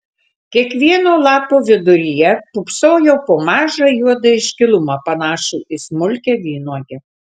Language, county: Lithuanian, Tauragė